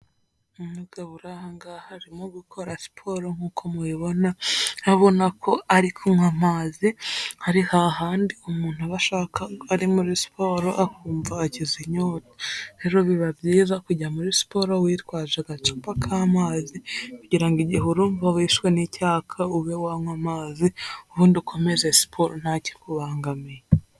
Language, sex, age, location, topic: Kinyarwanda, female, 25-35, Huye, health